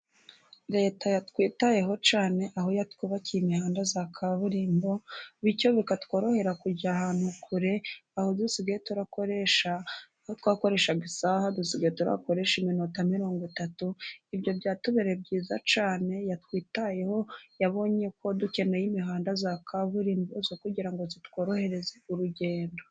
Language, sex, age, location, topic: Kinyarwanda, female, 25-35, Burera, government